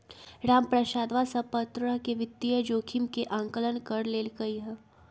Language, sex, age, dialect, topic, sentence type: Magahi, female, 25-30, Western, banking, statement